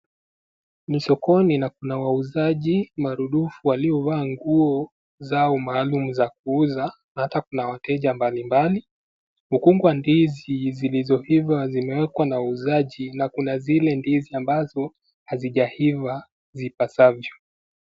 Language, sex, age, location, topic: Swahili, male, 18-24, Nakuru, agriculture